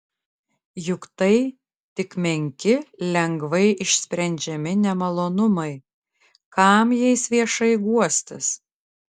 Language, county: Lithuanian, Klaipėda